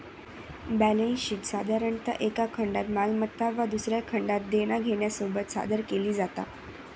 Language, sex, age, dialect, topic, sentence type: Marathi, female, 46-50, Southern Konkan, banking, statement